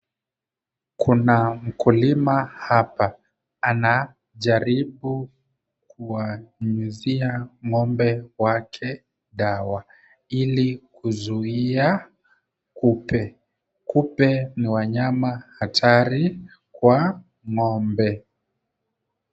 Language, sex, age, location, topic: Swahili, male, 25-35, Kisumu, agriculture